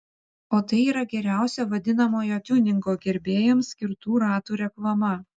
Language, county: Lithuanian, Vilnius